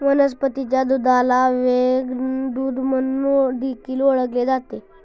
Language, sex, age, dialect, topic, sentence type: Marathi, male, 51-55, Standard Marathi, agriculture, statement